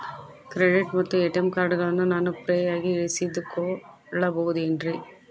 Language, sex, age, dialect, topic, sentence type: Kannada, female, 56-60, Central, banking, question